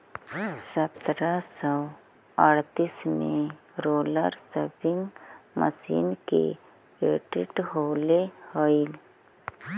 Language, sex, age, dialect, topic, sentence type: Magahi, female, 60-100, Central/Standard, agriculture, statement